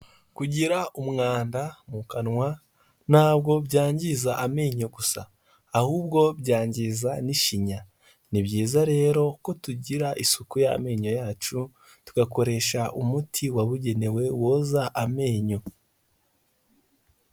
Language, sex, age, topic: Kinyarwanda, male, 18-24, health